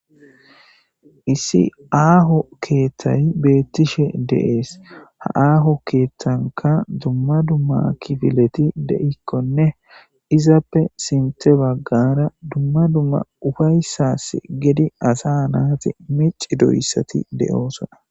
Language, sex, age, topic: Gamo, male, 25-35, government